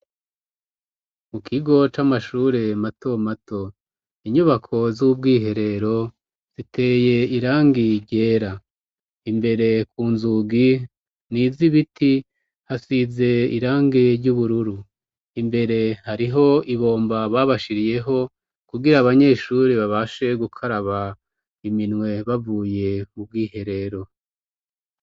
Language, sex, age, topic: Rundi, female, 36-49, education